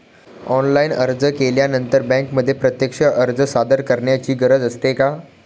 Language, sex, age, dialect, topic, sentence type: Marathi, male, 25-30, Standard Marathi, banking, question